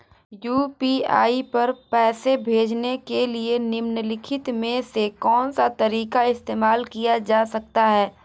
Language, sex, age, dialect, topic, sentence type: Hindi, female, 18-24, Hindustani Malvi Khadi Boli, banking, question